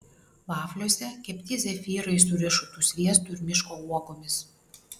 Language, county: Lithuanian, Vilnius